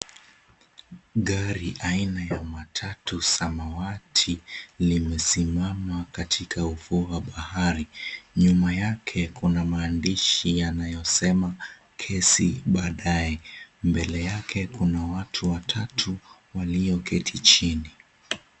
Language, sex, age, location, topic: Swahili, male, 18-24, Mombasa, government